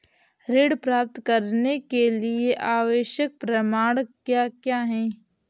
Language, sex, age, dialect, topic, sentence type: Hindi, female, 18-24, Awadhi Bundeli, banking, question